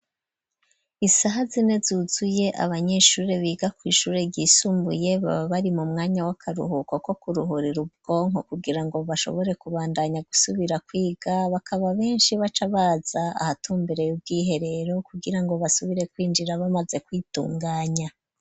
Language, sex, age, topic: Rundi, female, 36-49, education